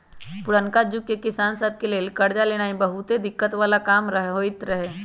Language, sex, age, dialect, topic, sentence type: Magahi, male, 18-24, Western, agriculture, statement